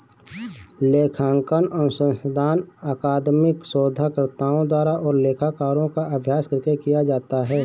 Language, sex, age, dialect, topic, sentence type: Hindi, male, 31-35, Awadhi Bundeli, banking, statement